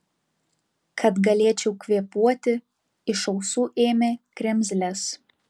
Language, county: Lithuanian, Vilnius